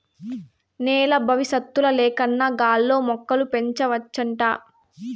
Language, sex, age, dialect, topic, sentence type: Telugu, female, 18-24, Southern, agriculture, statement